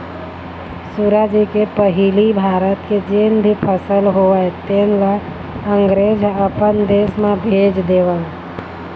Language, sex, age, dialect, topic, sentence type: Chhattisgarhi, female, 31-35, Eastern, agriculture, statement